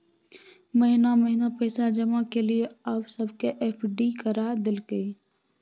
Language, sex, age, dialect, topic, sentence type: Maithili, female, 18-24, Bajjika, banking, statement